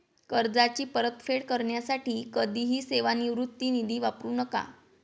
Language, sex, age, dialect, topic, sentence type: Marathi, female, 25-30, Varhadi, banking, statement